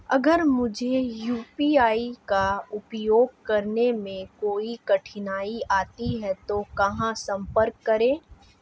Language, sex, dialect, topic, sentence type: Hindi, female, Marwari Dhudhari, banking, question